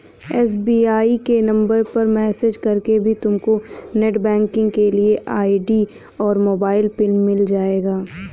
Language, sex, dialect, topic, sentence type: Hindi, female, Hindustani Malvi Khadi Boli, banking, statement